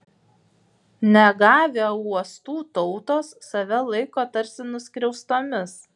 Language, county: Lithuanian, Vilnius